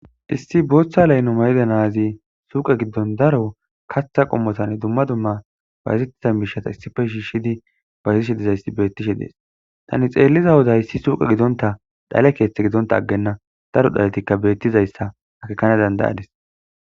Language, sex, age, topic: Gamo, female, 25-35, government